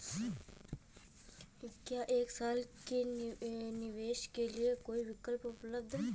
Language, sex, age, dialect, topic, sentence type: Hindi, female, 25-30, Awadhi Bundeli, banking, question